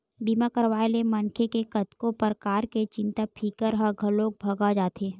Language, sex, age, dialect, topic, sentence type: Chhattisgarhi, male, 18-24, Western/Budati/Khatahi, banking, statement